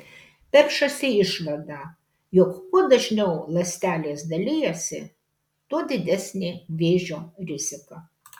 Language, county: Lithuanian, Kaunas